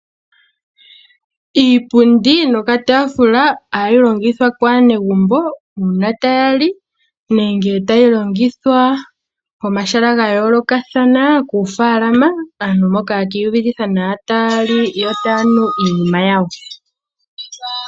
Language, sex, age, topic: Oshiwambo, female, 18-24, finance